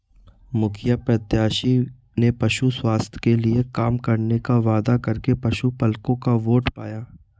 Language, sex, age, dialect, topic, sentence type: Hindi, male, 25-30, Marwari Dhudhari, agriculture, statement